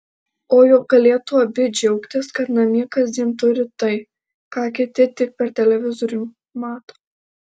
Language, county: Lithuanian, Alytus